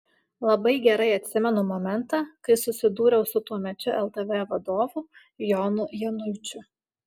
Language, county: Lithuanian, Alytus